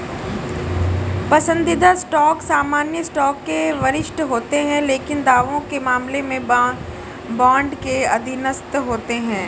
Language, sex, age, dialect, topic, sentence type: Hindi, female, 18-24, Marwari Dhudhari, banking, statement